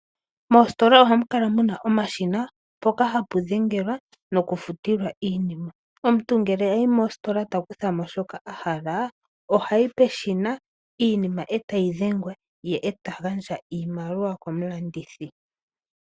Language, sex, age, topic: Oshiwambo, female, 18-24, finance